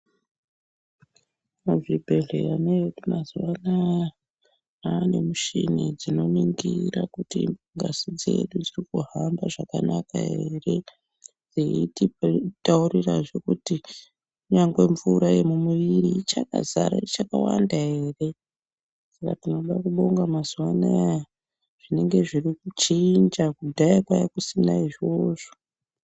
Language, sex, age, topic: Ndau, female, 18-24, health